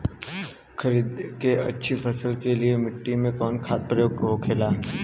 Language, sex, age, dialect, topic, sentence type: Bhojpuri, male, 18-24, Western, agriculture, question